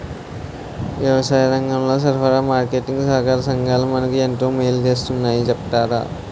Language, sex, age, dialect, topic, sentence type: Telugu, male, 51-55, Utterandhra, agriculture, statement